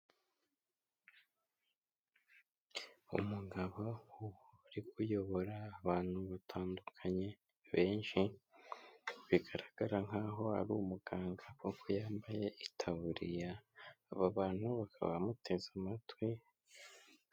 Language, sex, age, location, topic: Kinyarwanda, male, 18-24, Kigali, health